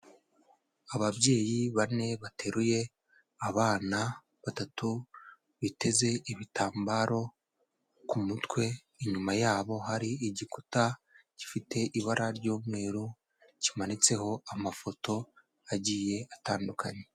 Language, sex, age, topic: Kinyarwanda, male, 18-24, health